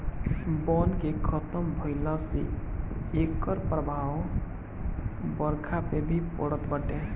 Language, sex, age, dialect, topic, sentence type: Bhojpuri, male, 18-24, Northern, agriculture, statement